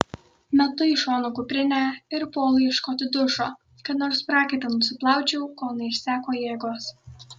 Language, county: Lithuanian, Kaunas